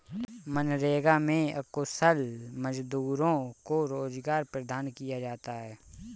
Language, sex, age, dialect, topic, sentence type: Hindi, male, 25-30, Awadhi Bundeli, banking, statement